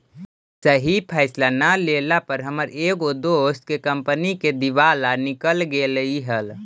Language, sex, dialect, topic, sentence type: Magahi, male, Central/Standard, banking, statement